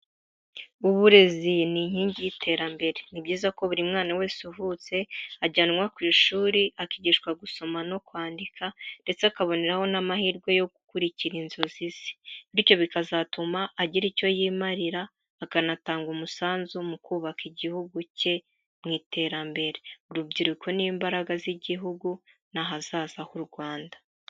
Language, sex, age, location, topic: Kinyarwanda, female, 25-35, Kigali, health